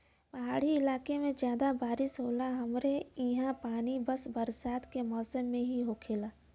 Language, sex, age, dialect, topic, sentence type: Bhojpuri, female, 25-30, Western, agriculture, statement